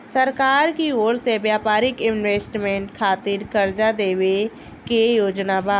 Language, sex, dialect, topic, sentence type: Bhojpuri, female, Southern / Standard, banking, statement